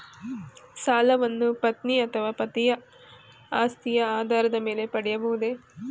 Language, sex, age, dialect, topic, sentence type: Kannada, female, 25-30, Mysore Kannada, banking, question